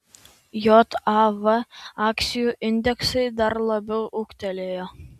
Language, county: Lithuanian, Vilnius